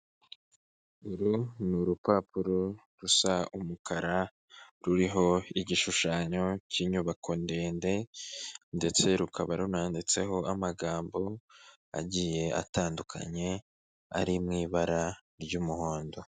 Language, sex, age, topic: Kinyarwanda, male, 25-35, finance